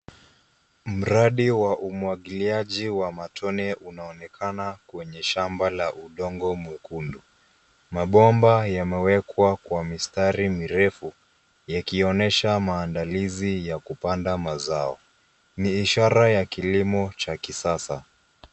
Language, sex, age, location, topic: Swahili, male, 18-24, Nairobi, agriculture